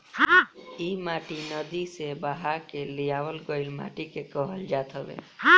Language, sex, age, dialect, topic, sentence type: Bhojpuri, male, <18, Northern, agriculture, statement